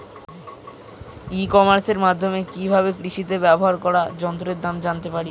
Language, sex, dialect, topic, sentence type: Bengali, male, Northern/Varendri, agriculture, question